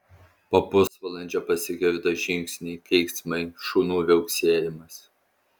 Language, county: Lithuanian, Alytus